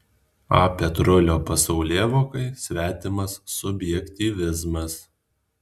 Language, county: Lithuanian, Alytus